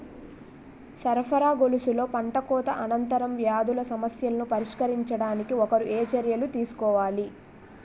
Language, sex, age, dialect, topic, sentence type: Telugu, female, 18-24, Utterandhra, agriculture, question